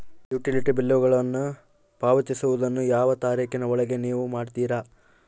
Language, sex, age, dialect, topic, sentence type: Kannada, male, 18-24, Central, banking, question